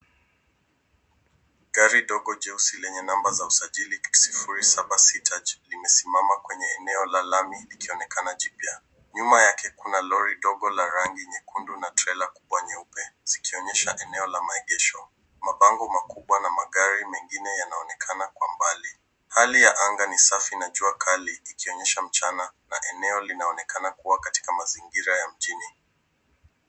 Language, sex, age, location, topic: Swahili, male, 18-24, Nairobi, finance